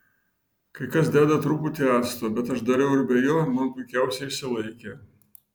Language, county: Lithuanian, Vilnius